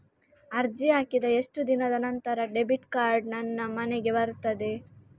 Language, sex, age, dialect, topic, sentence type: Kannada, female, 36-40, Coastal/Dakshin, banking, question